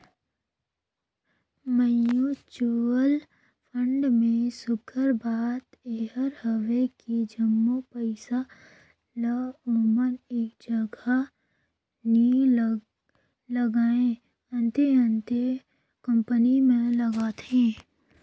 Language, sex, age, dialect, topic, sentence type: Chhattisgarhi, female, 18-24, Northern/Bhandar, banking, statement